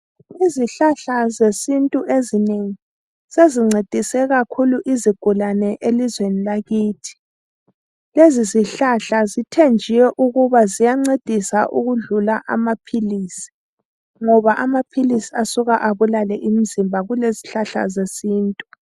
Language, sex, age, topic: North Ndebele, female, 25-35, health